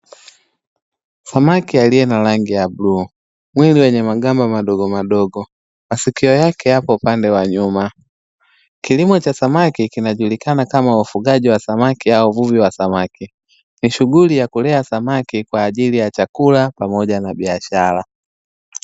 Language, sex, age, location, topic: Swahili, male, 25-35, Dar es Salaam, agriculture